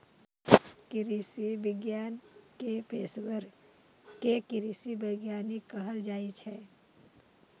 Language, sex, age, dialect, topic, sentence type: Maithili, female, 18-24, Eastern / Thethi, agriculture, statement